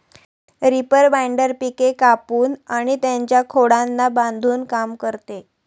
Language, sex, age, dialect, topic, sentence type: Marathi, female, 18-24, Standard Marathi, agriculture, statement